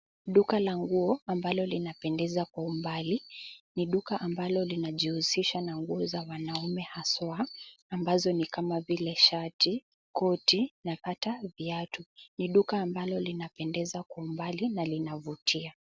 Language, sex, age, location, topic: Swahili, male, 18-24, Nairobi, finance